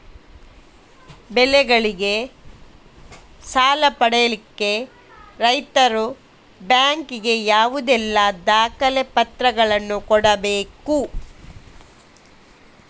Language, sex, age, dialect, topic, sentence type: Kannada, female, 36-40, Coastal/Dakshin, agriculture, question